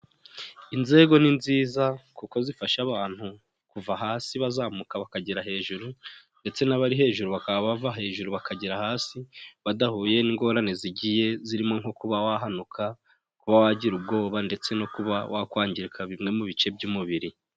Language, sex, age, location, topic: Kinyarwanda, male, 18-24, Huye, government